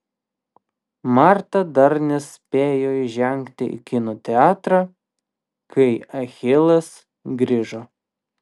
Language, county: Lithuanian, Vilnius